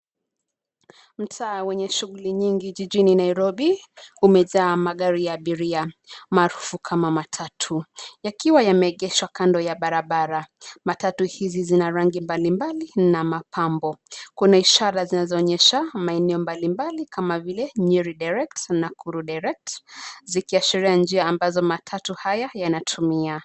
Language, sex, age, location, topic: Swahili, female, 25-35, Nairobi, government